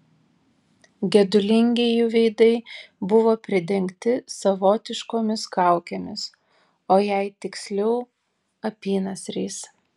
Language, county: Lithuanian, Tauragė